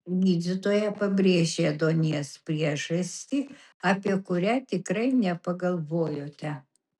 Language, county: Lithuanian, Kaunas